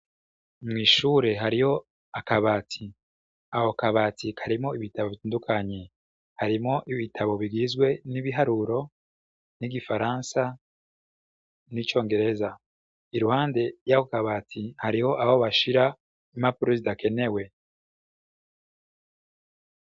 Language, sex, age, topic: Rundi, male, 25-35, education